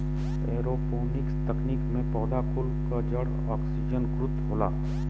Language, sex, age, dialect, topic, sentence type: Bhojpuri, male, 36-40, Western, agriculture, statement